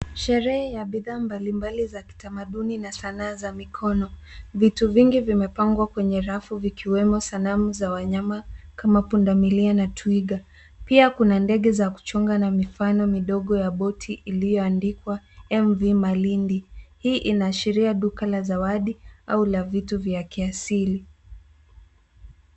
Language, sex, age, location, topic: Swahili, female, 18-24, Nairobi, finance